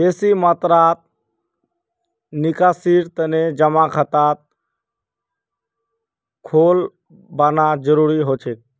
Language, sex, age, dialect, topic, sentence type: Magahi, male, 60-100, Northeastern/Surjapuri, banking, statement